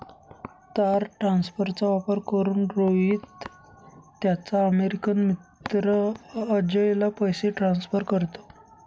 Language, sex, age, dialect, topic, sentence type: Marathi, male, 25-30, Northern Konkan, banking, statement